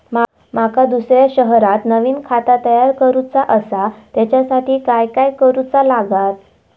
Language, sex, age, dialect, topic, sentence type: Marathi, female, 18-24, Southern Konkan, banking, question